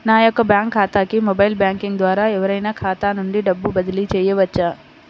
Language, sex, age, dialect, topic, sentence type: Telugu, female, 25-30, Central/Coastal, banking, question